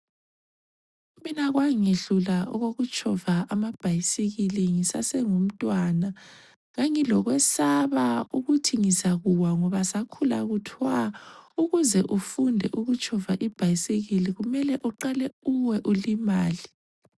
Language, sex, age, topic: North Ndebele, female, 25-35, health